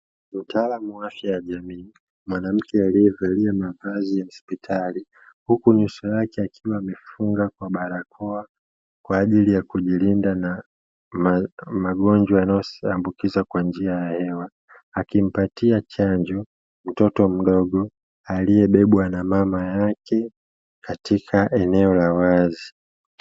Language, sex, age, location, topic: Swahili, male, 25-35, Dar es Salaam, health